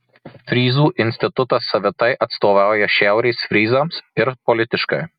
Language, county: Lithuanian, Marijampolė